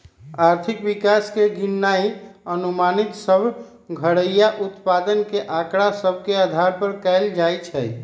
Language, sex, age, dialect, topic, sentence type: Magahi, female, 18-24, Western, banking, statement